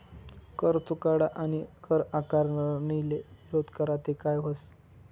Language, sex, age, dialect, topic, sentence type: Marathi, male, 18-24, Northern Konkan, banking, statement